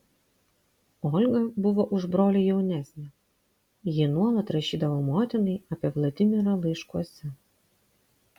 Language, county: Lithuanian, Vilnius